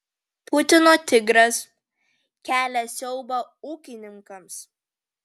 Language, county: Lithuanian, Vilnius